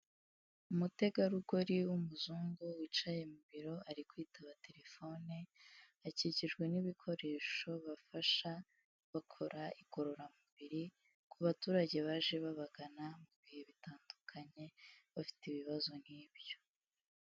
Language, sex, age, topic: Kinyarwanda, female, 18-24, health